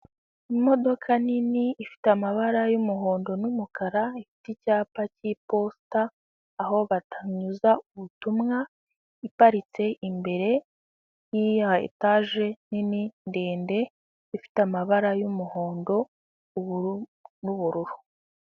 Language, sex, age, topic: Kinyarwanda, female, 18-24, finance